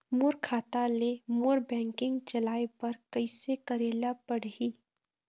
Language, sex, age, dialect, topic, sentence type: Chhattisgarhi, female, 25-30, Eastern, banking, question